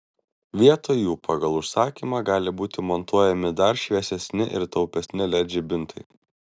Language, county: Lithuanian, Vilnius